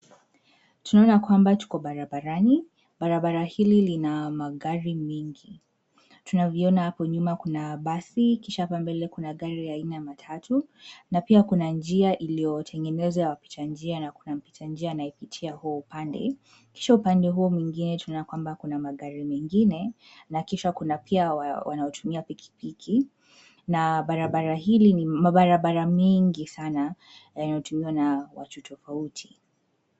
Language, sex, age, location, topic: Swahili, female, 18-24, Nairobi, government